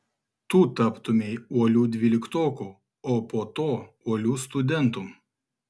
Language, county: Lithuanian, Klaipėda